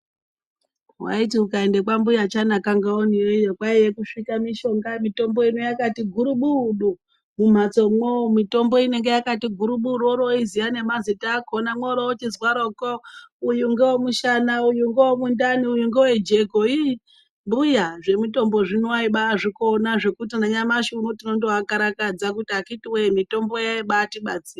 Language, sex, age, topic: Ndau, male, 36-49, health